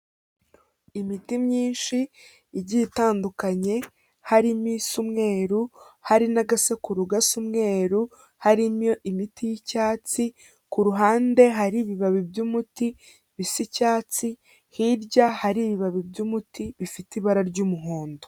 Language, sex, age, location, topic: Kinyarwanda, female, 18-24, Kigali, health